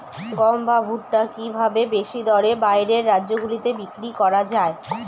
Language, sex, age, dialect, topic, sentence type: Bengali, female, 25-30, Northern/Varendri, agriculture, question